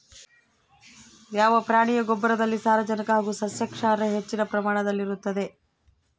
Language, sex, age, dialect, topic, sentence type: Kannada, female, 31-35, Central, agriculture, question